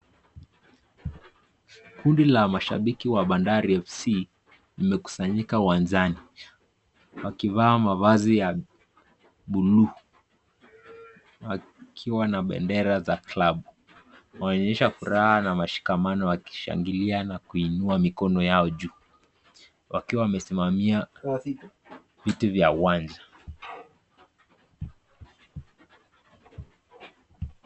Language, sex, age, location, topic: Swahili, male, 18-24, Nakuru, government